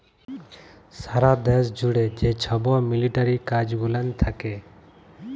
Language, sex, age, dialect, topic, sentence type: Bengali, male, 25-30, Jharkhandi, banking, statement